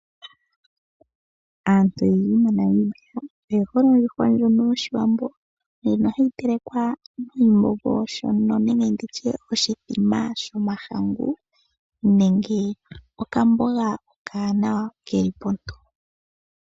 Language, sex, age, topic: Oshiwambo, female, 18-24, agriculture